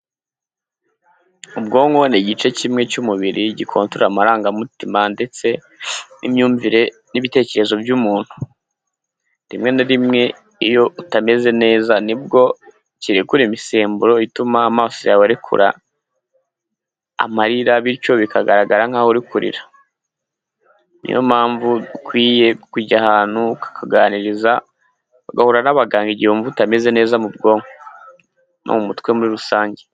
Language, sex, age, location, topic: Kinyarwanda, male, 18-24, Huye, health